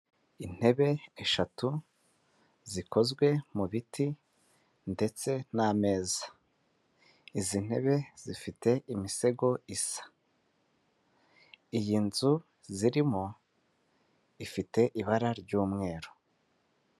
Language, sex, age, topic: Kinyarwanda, male, 25-35, finance